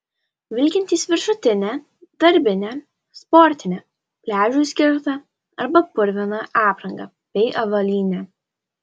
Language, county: Lithuanian, Alytus